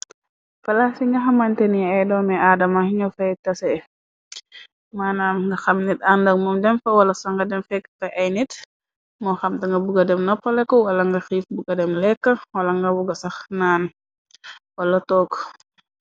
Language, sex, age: Wolof, female, 25-35